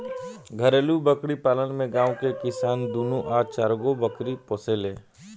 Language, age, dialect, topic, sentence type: Bhojpuri, 18-24, Southern / Standard, agriculture, statement